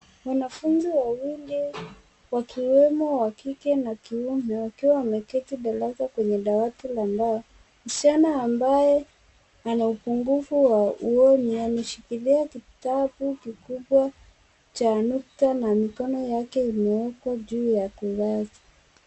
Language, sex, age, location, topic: Swahili, female, 36-49, Nairobi, education